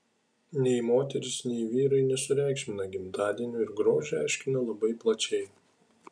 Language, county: Lithuanian, Kaunas